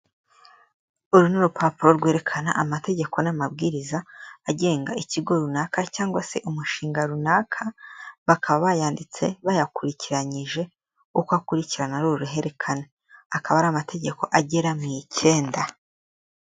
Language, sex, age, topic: Kinyarwanda, female, 18-24, finance